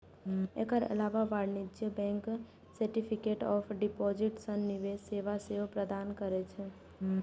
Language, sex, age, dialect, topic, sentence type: Maithili, female, 18-24, Eastern / Thethi, banking, statement